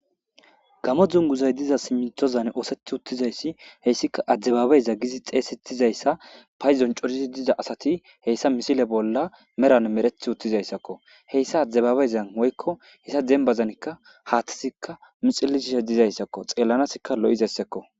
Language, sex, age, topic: Gamo, male, 18-24, government